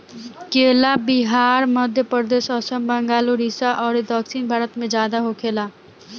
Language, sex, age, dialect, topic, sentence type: Bhojpuri, female, <18, Southern / Standard, agriculture, statement